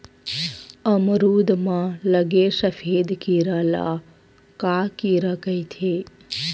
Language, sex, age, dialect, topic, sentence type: Chhattisgarhi, female, 25-30, Western/Budati/Khatahi, agriculture, question